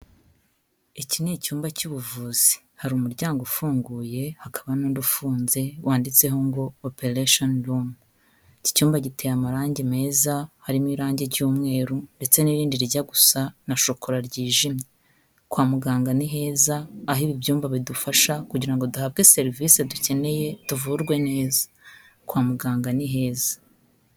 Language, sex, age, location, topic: Kinyarwanda, female, 25-35, Kigali, health